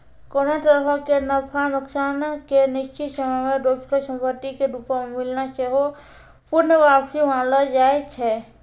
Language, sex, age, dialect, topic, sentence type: Maithili, female, 18-24, Angika, banking, statement